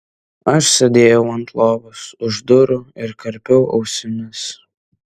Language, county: Lithuanian, Vilnius